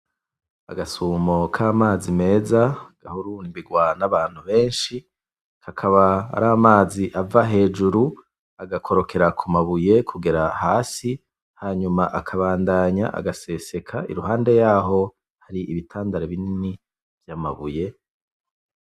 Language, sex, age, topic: Rundi, male, 25-35, agriculture